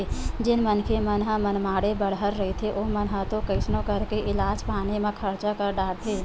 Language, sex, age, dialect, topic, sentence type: Chhattisgarhi, female, 25-30, Western/Budati/Khatahi, banking, statement